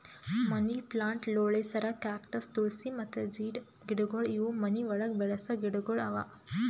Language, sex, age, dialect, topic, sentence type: Kannada, female, 18-24, Northeastern, agriculture, statement